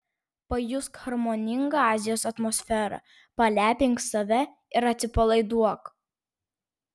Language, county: Lithuanian, Vilnius